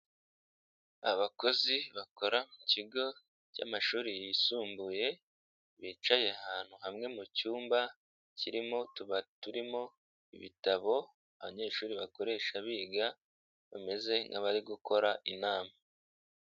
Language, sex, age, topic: Kinyarwanda, male, 25-35, education